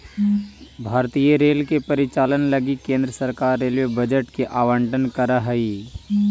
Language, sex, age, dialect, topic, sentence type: Magahi, male, 56-60, Central/Standard, banking, statement